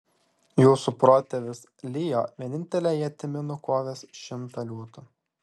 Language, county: Lithuanian, Šiauliai